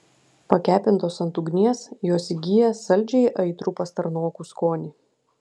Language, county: Lithuanian, Klaipėda